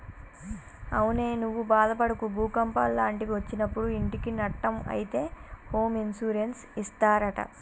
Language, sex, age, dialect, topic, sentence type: Telugu, female, 25-30, Telangana, banking, statement